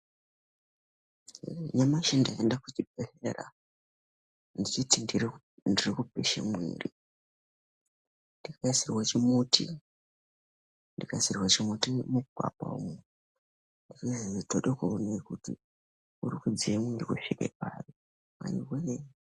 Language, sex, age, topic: Ndau, male, 18-24, health